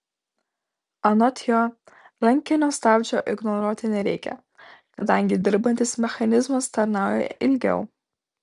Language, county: Lithuanian, Vilnius